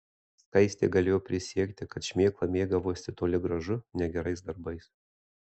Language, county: Lithuanian, Alytus